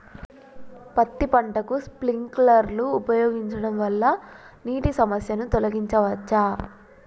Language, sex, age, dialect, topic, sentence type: Telugu, female, 25-30, Telangana, agriculture, question